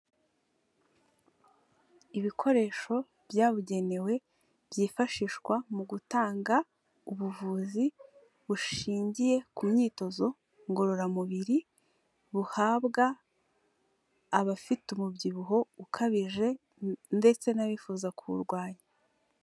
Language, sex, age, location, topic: Kinyarwanda, female, 18-24, Kigali, health